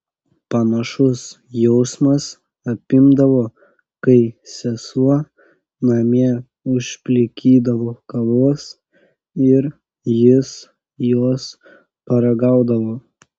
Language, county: Lithuanian, Panevėžys